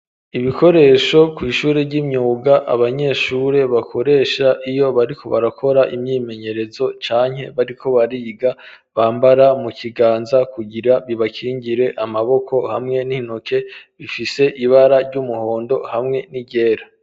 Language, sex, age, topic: Rundi, male, 25-35, education